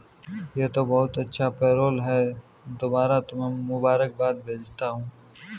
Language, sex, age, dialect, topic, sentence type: Hindi, male, 18-24, Kanauji Braj Bhasha, banking, statement